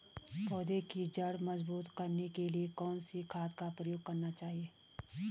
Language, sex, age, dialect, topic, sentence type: Hindi, female, 36-40, Garhwali, agriculture, question